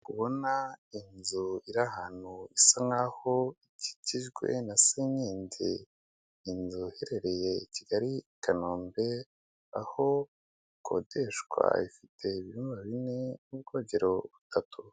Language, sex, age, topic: Kinyarwanda, male, 25-35, finance